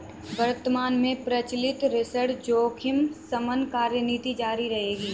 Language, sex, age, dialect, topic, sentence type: Hindi, female, 18-24, Kanauji Braj Bhasha, banking, statement